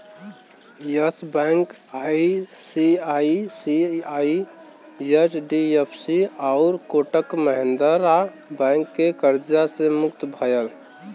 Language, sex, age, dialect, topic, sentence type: Bhojpuri, male, 18-24, Western, banking, statement